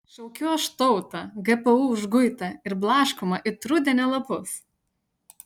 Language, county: Lithuanian, Utena